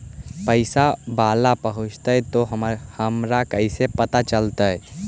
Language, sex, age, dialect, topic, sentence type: Magahi, male, 18-24, Central/Standard, banking, question